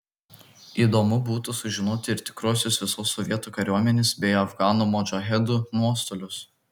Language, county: Lithuanian, Kaunas